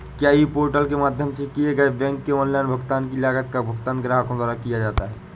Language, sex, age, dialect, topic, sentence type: Hindi, male, 18-24, Awadhi Bundeli, banking, question